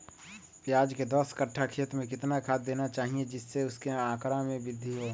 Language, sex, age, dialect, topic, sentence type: Magahi, male, 31-35, Western, agriculture, question